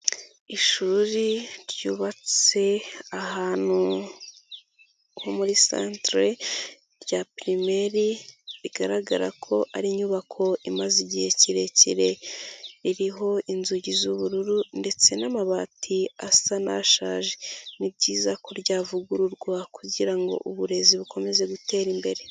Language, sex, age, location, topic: Kinyarwanda, female, 18-24, Nyagatare, education